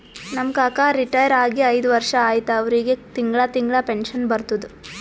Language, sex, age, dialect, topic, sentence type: Kannada, female, 18-24, Northeastern, banking, statement